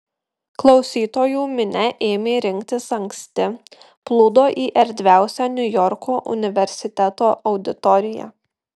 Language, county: Lithuanian, Marijampolė